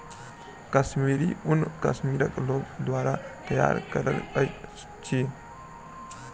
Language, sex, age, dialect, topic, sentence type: Maithili, male, 18-24, Southern/Standard, agriculture, statement